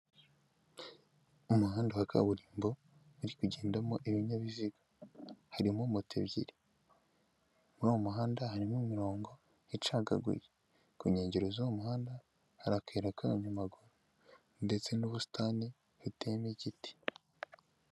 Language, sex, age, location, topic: Kinyarwanda, male, 18-24, Kigali, government